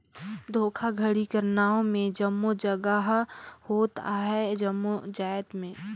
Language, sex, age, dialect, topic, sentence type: Chhattisgarhi, female, 18-24, Northern/Bhandar, banking, statement